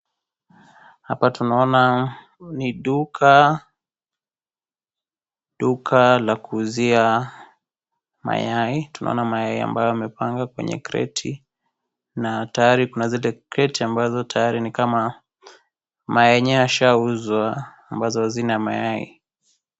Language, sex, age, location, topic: Swahili, female, 25-35, Kisii, finance